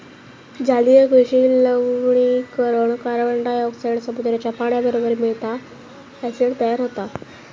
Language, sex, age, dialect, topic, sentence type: Marathi, female, 18-24, Southern Konkan, agriculture, statement